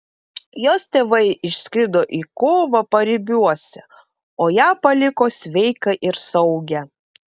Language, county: Lithuanian, Vilnius